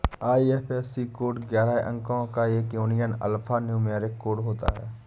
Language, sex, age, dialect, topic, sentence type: Hindi, male, 60-100, Awadhi Bundeli, banking, statement